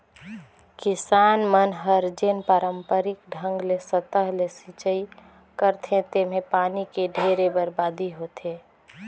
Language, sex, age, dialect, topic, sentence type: Chhattisgarhi, female, 25-30, Northern/Bhandar, agriculture, statement